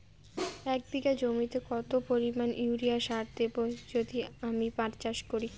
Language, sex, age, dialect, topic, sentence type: Bengali, female, 25-30, Rajbangshi, agriculture, question